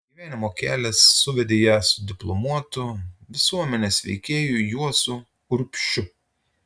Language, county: Lithuanian, Utena